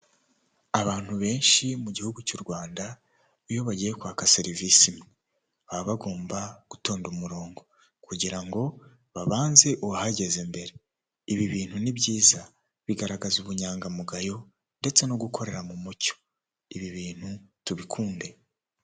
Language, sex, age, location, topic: Kinyarwanda, male, 18-24, Huye, government